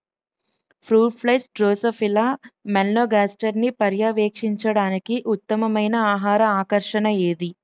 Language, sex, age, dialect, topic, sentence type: Telugu, female, 18-24, Utterandhra, agriculture, question